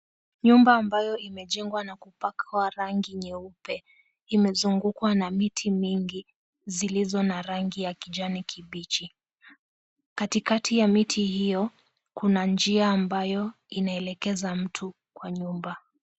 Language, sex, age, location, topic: Swahili, female, 18-24, Mombasa, government